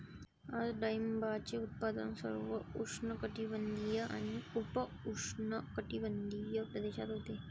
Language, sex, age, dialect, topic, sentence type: Marathi, female, 18-24, Varhadi, agriculture, statement